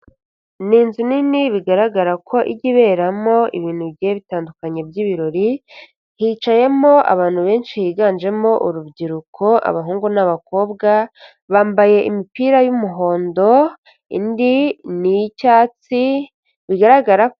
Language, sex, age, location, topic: Kinyarwanda, female, 50+, Kigali, government